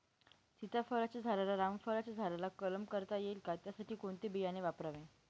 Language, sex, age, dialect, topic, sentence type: Marathi, male, 18-24, Northern Konkan, agriculture, question